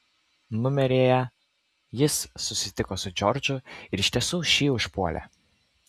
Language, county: Lithuanian, Kaunas